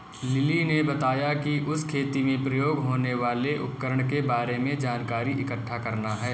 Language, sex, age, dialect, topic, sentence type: Hindi, male, 18-24, Kanauji Braj Bhasha, agriculture, statement